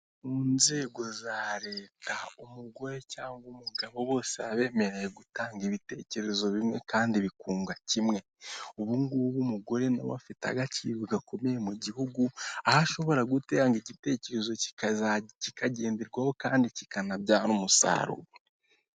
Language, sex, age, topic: Kinyarwanda, male, 18-24, government